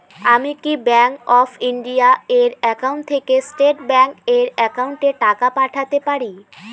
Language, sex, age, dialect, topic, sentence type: Bengali, female, 18-24, Rajbangshi, banking, question